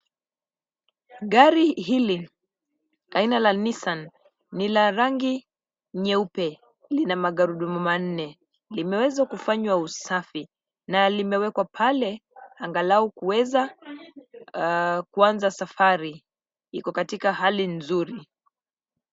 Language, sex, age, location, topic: Swahili, female, 25-35, Nairobi, finance